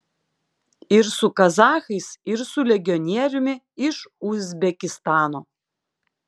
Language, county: Lithuanian, Klaipėda